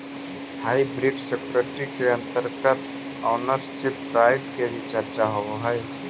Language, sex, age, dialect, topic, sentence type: Magahi, male, 18-24, Central/Standard, banking, statement